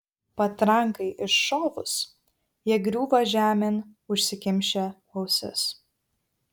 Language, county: Lithuanian, Vilnius